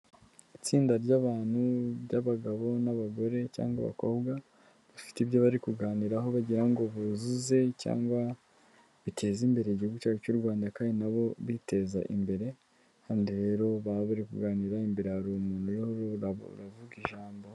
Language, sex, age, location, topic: Kinyarwanda, female, 18-24, Kigali, government